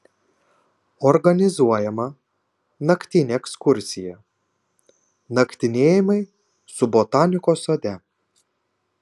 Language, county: Lithuanian, Panevėžys